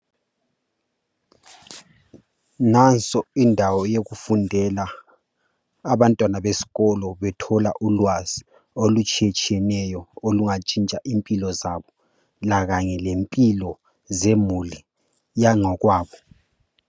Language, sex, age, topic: North Ndebele, male, 25-35, education